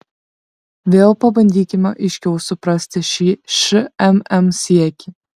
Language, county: Lithuanian, Šiauliai